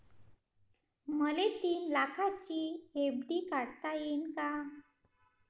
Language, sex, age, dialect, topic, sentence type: Marathi, female, 31-35, Varhadi, banking, question